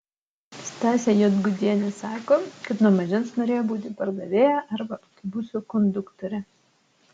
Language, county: Lithuanian, Utena